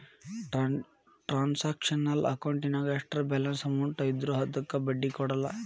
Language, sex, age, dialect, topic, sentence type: Kannada, male, 18-24, Dharwad Kannada, banking, statement